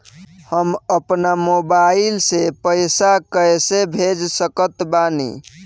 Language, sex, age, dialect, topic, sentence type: Bhojpuri, male, 18-24, Southern / Standard, banking, question